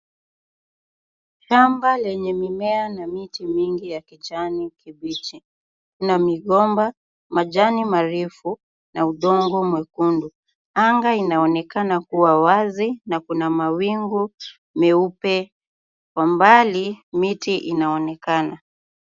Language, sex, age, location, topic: Swahili, female, 18-24, Kisumu, agriculture